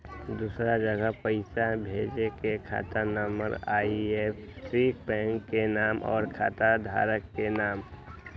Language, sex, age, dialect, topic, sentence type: Magahi, male, 18-24, Western, banking, question